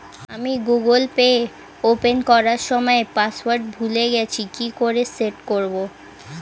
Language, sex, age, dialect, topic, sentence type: Bengali, female, 18-24, Standard Colloquial, banking, question